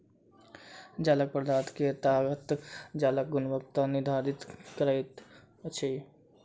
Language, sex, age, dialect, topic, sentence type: Maithili, male, 18-24, Southern/Standard, agriculture, statement